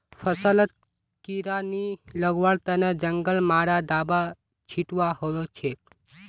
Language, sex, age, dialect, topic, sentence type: Magahi, male, 25-30, Northeastern/Surjapuri, agriculture, statement